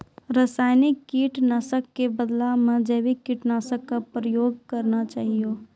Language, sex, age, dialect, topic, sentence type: Maithili, female, 18-24, Angika, agriculture, statement